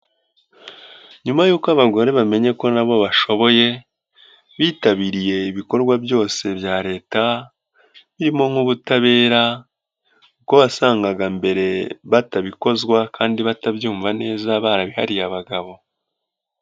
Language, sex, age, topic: Kinyarwanda, male, 18-24, government